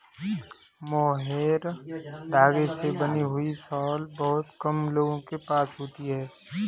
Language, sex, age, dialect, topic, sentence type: Hindi, male, 18-24, Kanauji Braj Bhasha, agriculture, statement